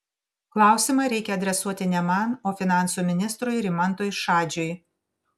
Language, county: Lithuanian, Panevėžys